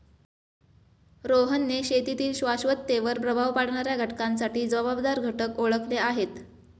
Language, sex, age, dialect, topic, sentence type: Marathi, male, 25-30, Standard Marathi, agriculture, statement